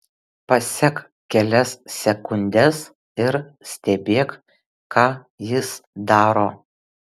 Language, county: Lithuanian, Vilnius